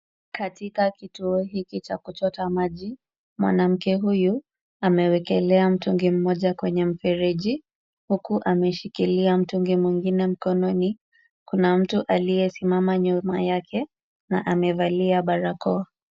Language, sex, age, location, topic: Swahili, female, 25-35, Kisumu, health